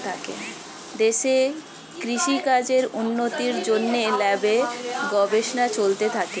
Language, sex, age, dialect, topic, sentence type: Bengali, female, 25-30, Standard Colloquial, agriculture, statement